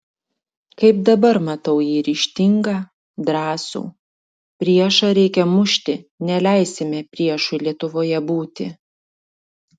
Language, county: Lithuanian, Klaipėda